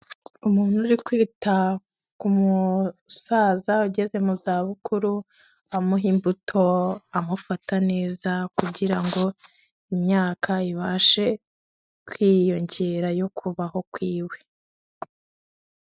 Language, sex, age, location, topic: Kinyarwanda, female, 25-35, Kigali, health